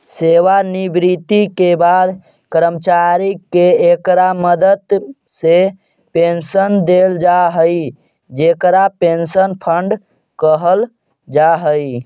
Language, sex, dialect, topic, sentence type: Magahi, male, Central/Standard, agriculture, statement